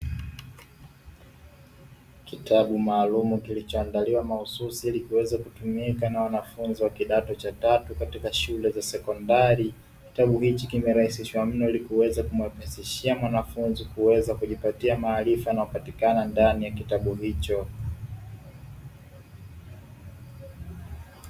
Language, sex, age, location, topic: Swahili, male, 18-24, Dar es Salaam, education